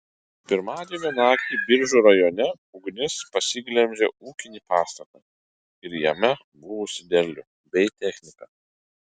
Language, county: Lithuanian, Utena